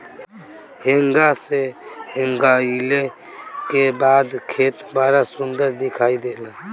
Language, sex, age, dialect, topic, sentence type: Bhojpuri, male, <18, Northern, agriculture, statement